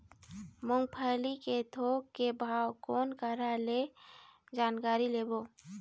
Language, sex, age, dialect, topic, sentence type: Chhattisgarhi, female, 18-24, Eastern, agriculture, question